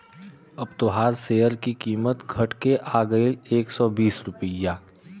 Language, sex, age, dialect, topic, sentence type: Bhojpuri, male, 18-24, Western, banking, statement